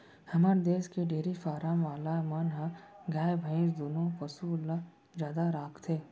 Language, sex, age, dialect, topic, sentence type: Chhattisgarhi, male, 18-24, Central, agriculture, statement